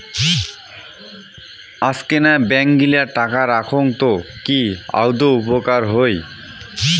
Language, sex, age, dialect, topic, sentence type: Bengali, male, 25-30, Rajbangshi, banking, statement